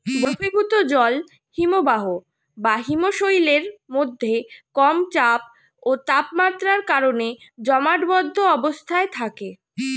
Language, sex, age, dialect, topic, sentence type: Bengali, female, 36-40, Standard Colloquial, agriculture, statement